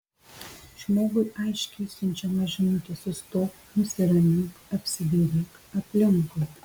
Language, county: Lithuanian, Alytus